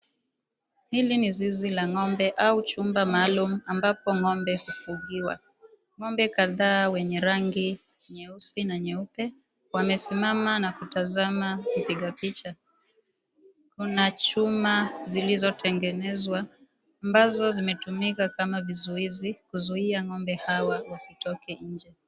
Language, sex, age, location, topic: Swahili, female, 25-35, Nairobi, agriculture